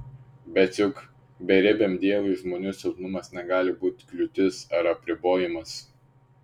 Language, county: Lithuanian, Šiauliai